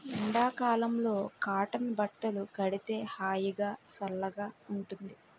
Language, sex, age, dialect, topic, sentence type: Telugu, female, 18-24, Utterandhra, agriculture, statement